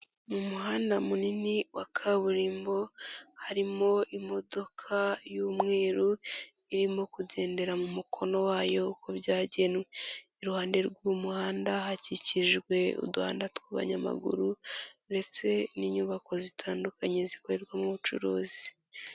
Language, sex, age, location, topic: Kinyarwanda, female, 18-24, Nyagatare, government